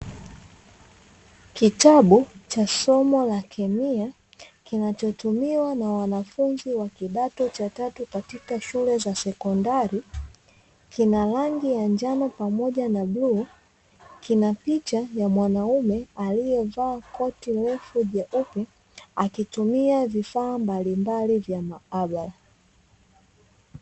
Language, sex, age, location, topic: Swahili, female, 25-35, Dar es Salaam, education